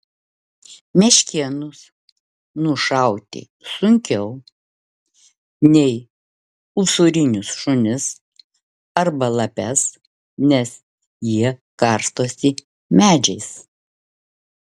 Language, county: Lithuanian, Vilnius